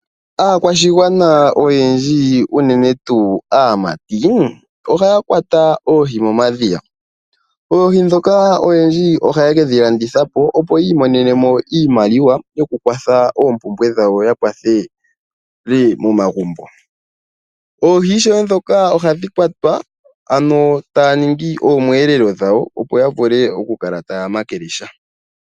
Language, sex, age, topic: Oshiwambo, male, 18-24, agriculture